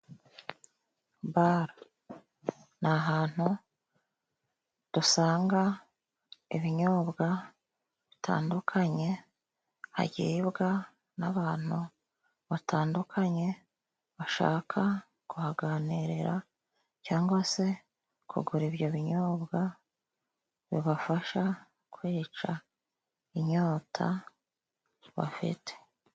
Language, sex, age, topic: Kinyarwanda, female, 36-49, finance